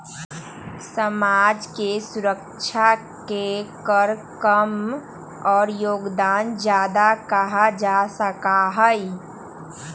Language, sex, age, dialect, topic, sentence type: Magahi, female, 18-24, Western, banking, statement